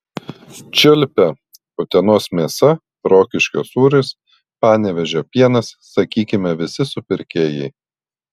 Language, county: Lithuanian, Panevėžys